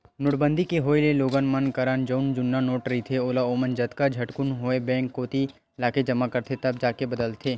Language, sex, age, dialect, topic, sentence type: Chhattisgarhi, male, 25-30, Western/Budati/Khatahi, banking, statement